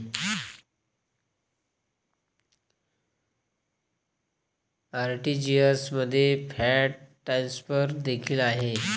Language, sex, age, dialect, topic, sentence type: Marathi, male, 25-30, Varhadi, banking, statement